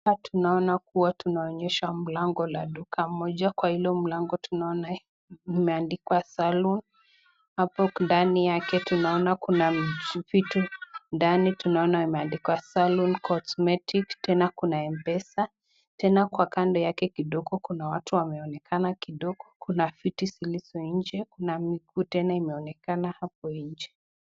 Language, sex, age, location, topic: Swahili, female, 18-24, Nakuru, finance